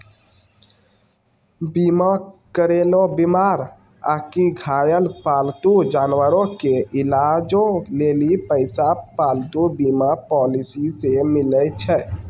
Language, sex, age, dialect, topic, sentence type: Maithili, male, 18-24, Angika, banking, statement